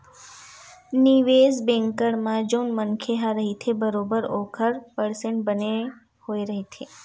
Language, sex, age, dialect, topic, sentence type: Chhattisgarhi, female, 18-24, Western/Budati/Khatahi, banking, statement